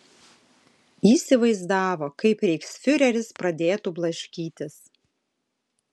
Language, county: Lithuanian, Alytus